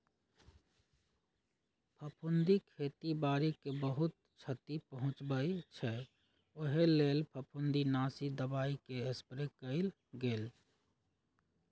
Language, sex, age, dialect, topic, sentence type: Magahi, male, 56-60, Western, agriculture, statement